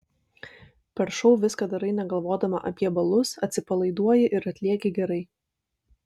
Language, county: Lithuanian, Vilnius